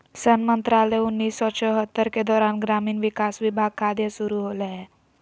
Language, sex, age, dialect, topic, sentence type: Magahi, female, 18-24, Southern, agriculture, statement